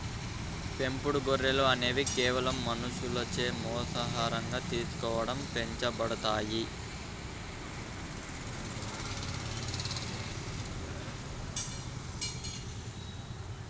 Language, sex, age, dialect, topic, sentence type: Telugu, male, 56-60, Central/Coastal, agriculture, statement